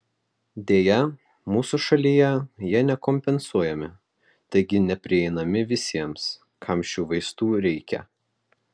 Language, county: Lithuanian, Vilnius